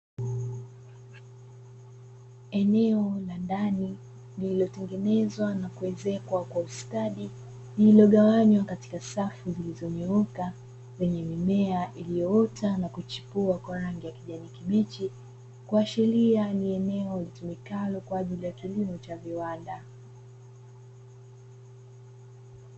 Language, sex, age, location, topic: Swahili, female, 25-35, Dar es Salaam, agriculture